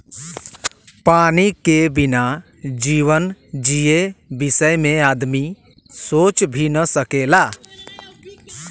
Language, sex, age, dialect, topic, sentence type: Bhojpuri, male, 25-30, Western, agriculture, statement